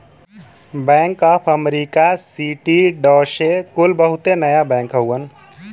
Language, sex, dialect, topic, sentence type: Bhojpuri, male, Western, banking, statement